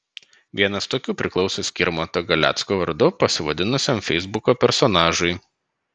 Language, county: Lithuanian, Vilnius